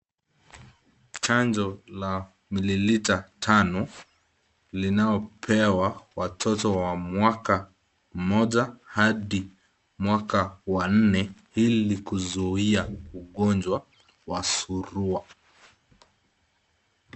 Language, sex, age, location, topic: Swahili, male, 36-49, Nakuru, health